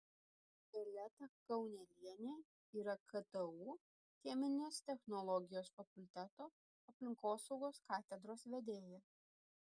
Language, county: Lithuanian, Šiauliai